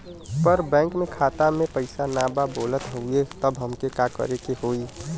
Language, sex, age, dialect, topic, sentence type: Bhojpuri, male, 18-24, Western, banking, question